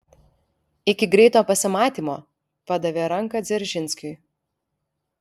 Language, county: Lithuanian, Alytus